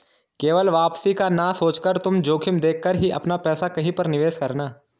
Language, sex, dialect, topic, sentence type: Hindi, male, Garhwali, banking, statement